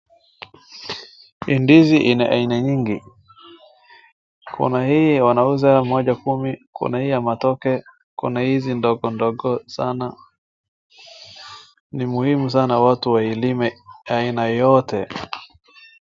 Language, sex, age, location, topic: Swahili, male, 18-24, Wajir, finance